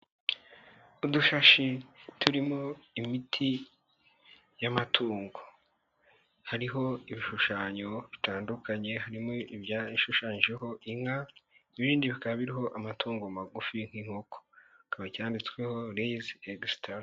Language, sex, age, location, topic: Kinyarwanda, male, 18-24, Nyagatare, agriculture